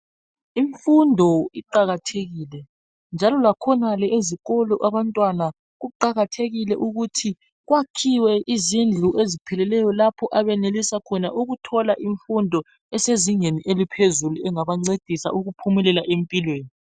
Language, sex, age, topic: North Ndebele, female, 36-49, education